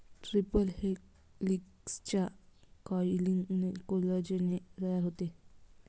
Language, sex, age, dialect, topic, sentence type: Marathi, female, 25-30, Varhadi, agriculture, statement